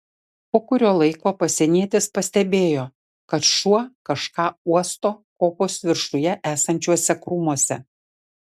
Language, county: Lithuanian, Šiauliai